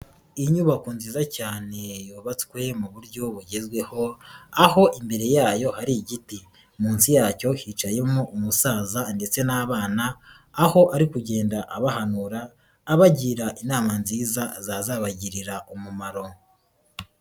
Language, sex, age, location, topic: Kinyarwanda, female, 18-24, Nyagatare, education